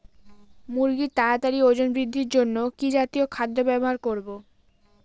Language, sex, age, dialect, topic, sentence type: Bengali, female, 18-24, Northern/Varendri, agriculture, question